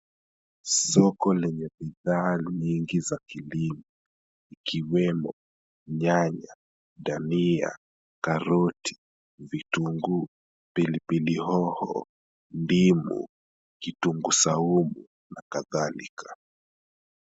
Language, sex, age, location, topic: Swahili, male, 25-35, Kisumu, finance